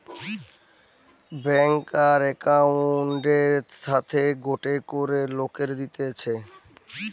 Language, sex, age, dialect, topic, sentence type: Bengali, male, 60-100, Western, banking, statement